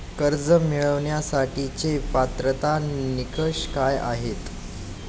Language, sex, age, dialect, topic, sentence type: Marathi, male, 18-24, Standard Marathi, banking, question